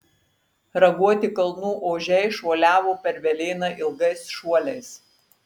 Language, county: Lithuanian, Marijampolė